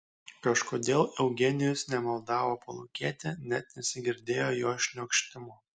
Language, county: Lithuanian, Kaunas